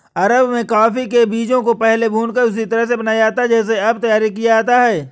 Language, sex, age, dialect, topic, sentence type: Hindi, male, 25-30, Awadhi Bundeli, agriculture, statement